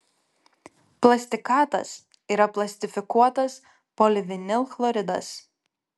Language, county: Lithuanian, Klaipėda